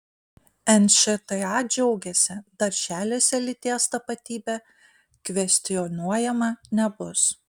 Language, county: Lithuanian, Panevėžys